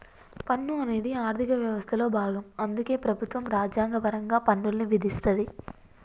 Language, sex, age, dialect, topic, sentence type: Telugu, female, 25-30, Telangana, banking, statement